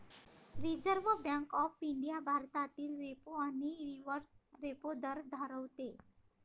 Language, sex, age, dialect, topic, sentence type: Marathi, female, 25-30, Varhadi, banking, statement